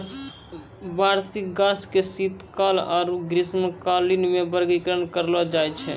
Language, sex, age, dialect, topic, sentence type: Maithili, male, 18-24, Angika, agriculture, statement